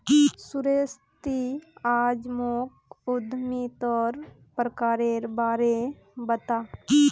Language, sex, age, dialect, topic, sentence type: Magahi, female, 18-24, Northeastern/Surjapuri, banking, statement